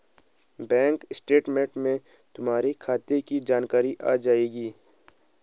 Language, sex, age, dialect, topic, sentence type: Hindi, male, 18-24, Garhwali, banking, statement